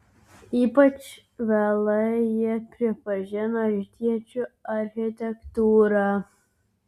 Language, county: Lithuanian, Vilnius